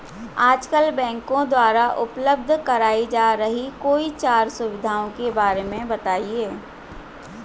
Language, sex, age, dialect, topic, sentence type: Hindi, female, 41-45, Hindustani Malvi Khadi Boli, banking, question